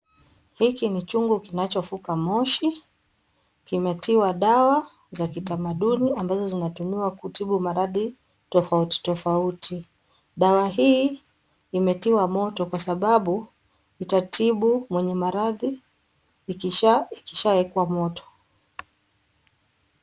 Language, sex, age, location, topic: Swahili, female, 25-35, Kisii, health